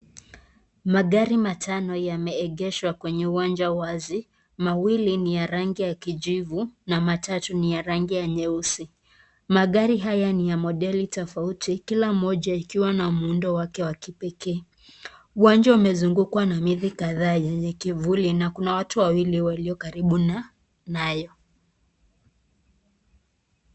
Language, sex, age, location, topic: Swahili, female, 25-35, Nakuru, finance